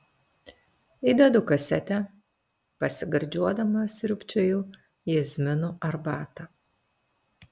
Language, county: Lithuanian, Telšiai